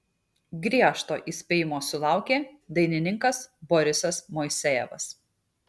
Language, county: Lithuanian, Kaunas